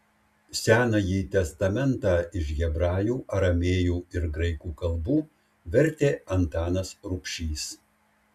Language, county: Lithuanian, Šiauliai